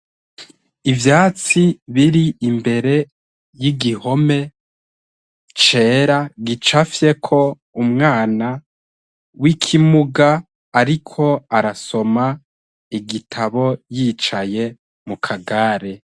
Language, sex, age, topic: Rundi, male, 25-35, education